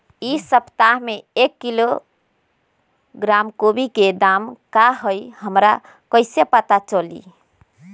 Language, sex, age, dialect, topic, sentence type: Magahi, female, 25-30, Western, agriculture, question